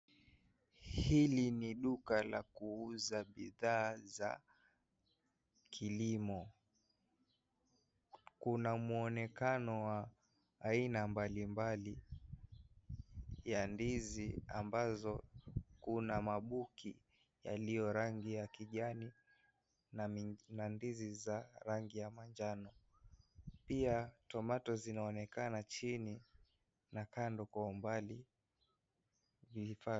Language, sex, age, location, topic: Swahili, male, 18-24, Kisii, finance